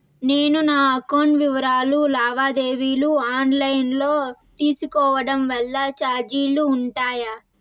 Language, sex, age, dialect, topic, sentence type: Telugu, female, 18-24, Southern, banking, question